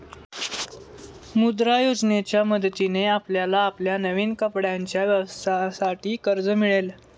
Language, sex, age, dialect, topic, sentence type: Marathi, male, 18-24, Standard Marathi, banking, statement